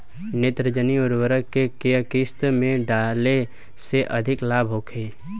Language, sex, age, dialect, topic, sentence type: Bhojpuri, male, 18-24, Southern / Standard, agriculture, question